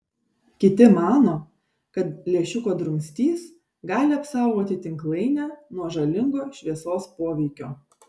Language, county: Lithuanian, Šiauliai